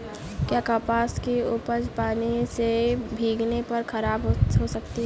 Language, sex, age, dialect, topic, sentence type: Hindi, female, 18-24, Kanauji Braj Bhasha, agriculture, question